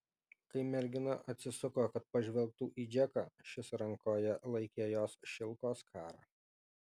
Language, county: Lithuanian, Alytus